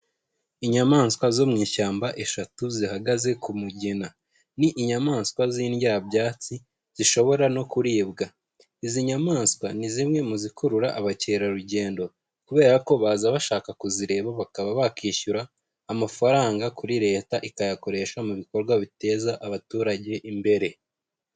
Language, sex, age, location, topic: Kinyarwanda, male, 18-24, Huye, agriculture